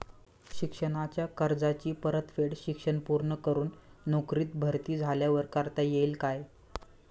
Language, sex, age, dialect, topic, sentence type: Marathi, male, 18-24, Standard Marathi, banking, question